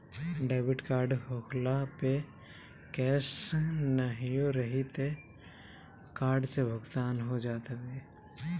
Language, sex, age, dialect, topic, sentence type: Bhojpuri, male, 31-35, Northern, banking, statement